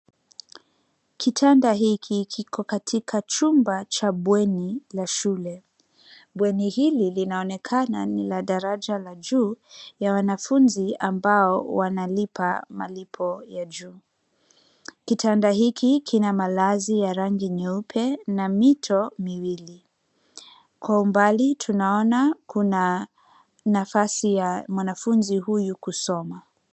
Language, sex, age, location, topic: Swahili, female, 25-35, Nairobi, education